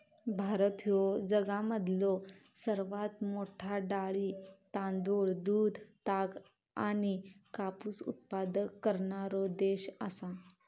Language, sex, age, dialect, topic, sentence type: Marathi, female, 25-30, Southern Konkan, agriculture, statement